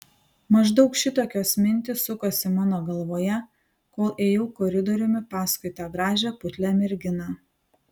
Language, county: Lithuanian, Panevėžys